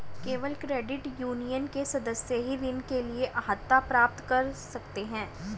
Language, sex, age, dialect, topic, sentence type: Hindi, male, 18-24, Hindustani Malvi Khadi Boli, banking, statement